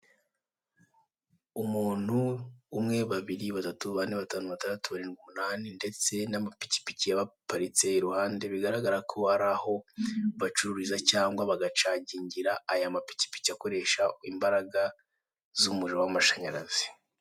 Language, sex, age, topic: Kinyarwanda, male, 18-24, government